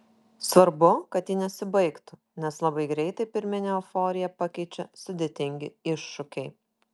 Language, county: Lithuanian, Kaunas